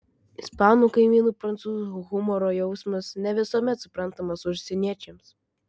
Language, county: Lithuanian, Kaunas